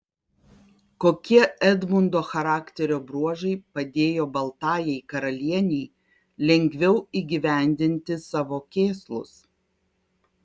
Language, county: Lithuanian, Kaunas